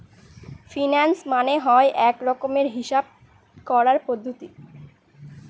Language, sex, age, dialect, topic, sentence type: Bengali, male, 25-30, Northern/Varendri, banking, statement